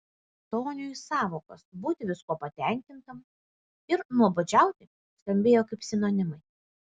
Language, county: Lithuanian, Vilnius